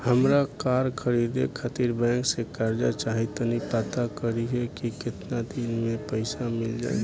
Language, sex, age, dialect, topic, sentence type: Bhojpuri, male, 18-24, Southern / Standard, banking, statement